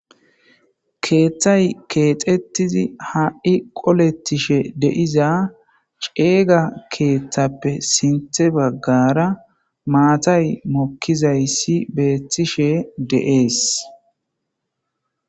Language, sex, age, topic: Gamo, male, 18-24, government